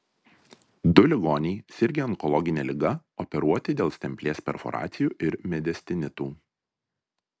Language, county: Lithuanian, Vilnius